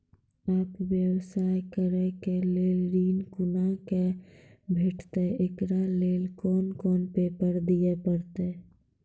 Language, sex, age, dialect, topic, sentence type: Maithili, female, 18-24, Angika, banking, question